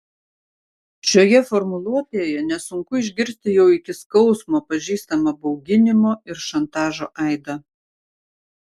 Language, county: Lithuanian, Klaipėda